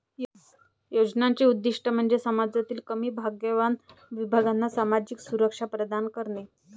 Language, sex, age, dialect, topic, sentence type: Marathi, female, 25-30, Varhadi, banking, statement